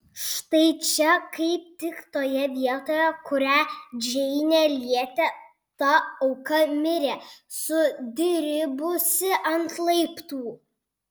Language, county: Lithuanian, Panevėžys